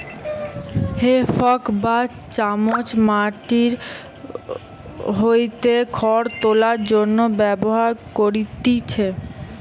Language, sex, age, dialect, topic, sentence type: Bengali, female, 18-24, Western, agriculture, statement